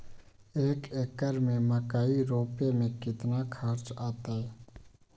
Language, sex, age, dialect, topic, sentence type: Magahi, male, 25-30, Western, agriculture, question